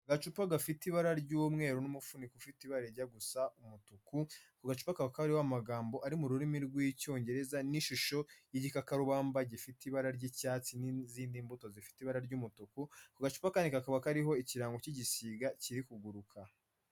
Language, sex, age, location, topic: Kinyarwanda, male, 25-35, Kigali, health